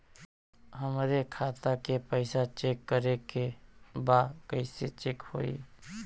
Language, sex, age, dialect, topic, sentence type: Bhojpuri, male, 18-24, Western, banking, question